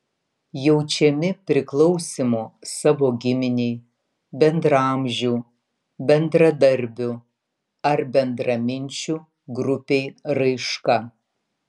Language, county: Lithuanian, Vilnius